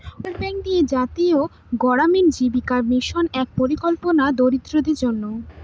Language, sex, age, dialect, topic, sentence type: Bengali, female, 18-24, Northern/Varendri, banking, statement